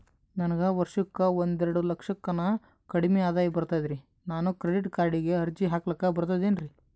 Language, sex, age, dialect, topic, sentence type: Kannada, male, 18-24, Northeastern, banking, question